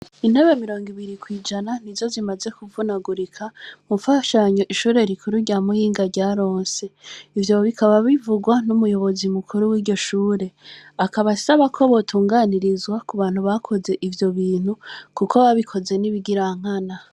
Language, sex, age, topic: Rundi, female, 25-35, education